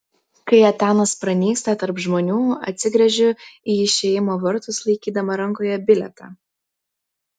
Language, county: Lithuanian, Klaipėda